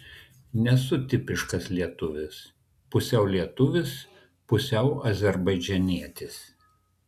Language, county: Lithuanian, Kaunas